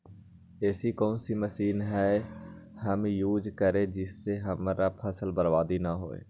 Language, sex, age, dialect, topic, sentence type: Magahi, male, 41-45, Western, agriculture, question